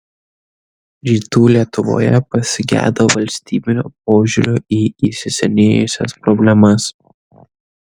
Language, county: Lithuanian, Kaunas